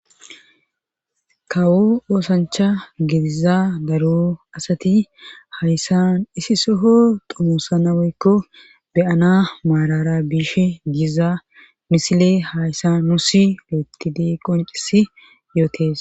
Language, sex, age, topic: Gamo, female, 18-24, government